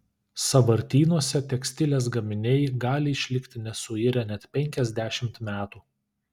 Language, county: Lithuanian, Kaunas